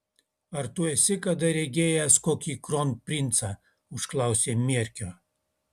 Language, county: Lithuanian, Utena